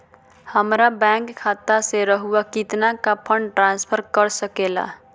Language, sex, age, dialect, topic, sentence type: Magahi, female, 18-24, Southern, banking, question